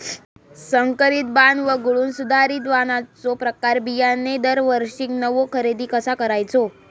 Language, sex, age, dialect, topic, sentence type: Marathi, female, 18-24, Southern Konkan, agriculture, question